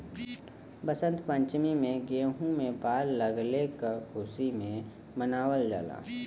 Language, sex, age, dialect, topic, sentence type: Bhojpuri, male, 18-24, Western, agriculture, statement